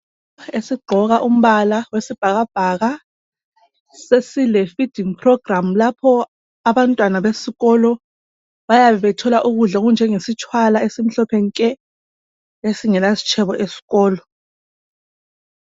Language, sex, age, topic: North Ndebele, male, 25-35, education